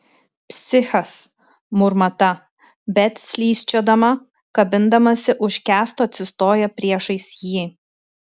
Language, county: Lithuanian, Tauragė